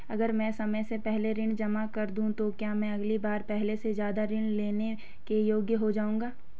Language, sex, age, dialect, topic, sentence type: Hindi, female, 18-24, Hindustani Malvi Khadi Boli, banking, question